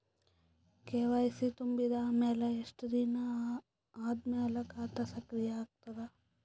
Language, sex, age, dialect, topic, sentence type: Kannada, female, 25-30, Northeastern, banking, question